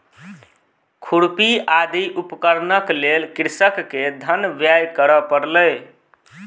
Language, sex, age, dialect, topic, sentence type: Maithili, male, 25-30, Southern/Standard, agriculture, statement